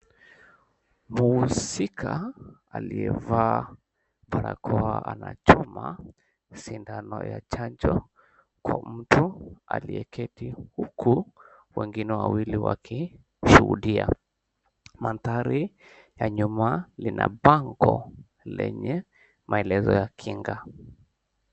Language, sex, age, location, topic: Swahili, male, 18-24, Mombasa, health